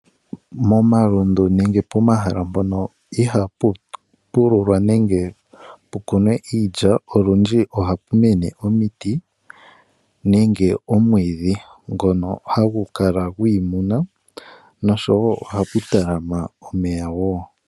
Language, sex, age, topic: Oshiwambo, male, 25-35, agriculture